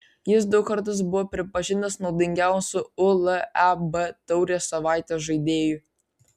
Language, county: Lithuanian, Kaunas